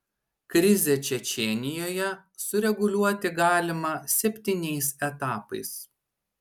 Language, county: Lithuanian, Šiauliai